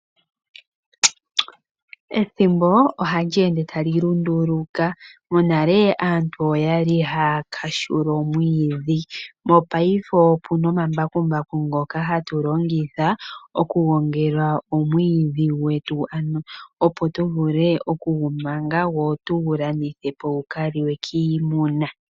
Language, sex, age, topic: Oshiwambo, female, 18-24, agriculture